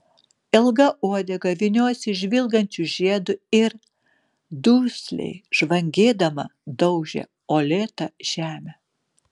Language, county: Lithuanian, Kaunas